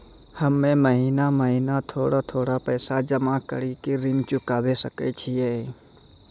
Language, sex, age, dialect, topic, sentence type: Maithili, male, 25-30, Angika, banking, question